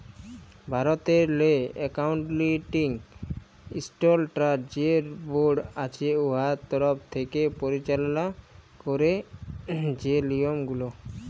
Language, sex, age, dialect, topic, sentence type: Bengali, male, 18-24, Jharkhandi, banking, statement